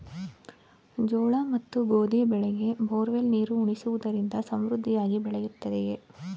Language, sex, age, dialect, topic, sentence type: Kannada, female, 31-35, Mysore Kannada, agriculture, question